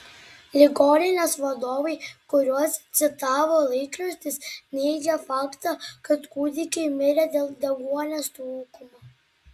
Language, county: Lithuanian, Klaipėda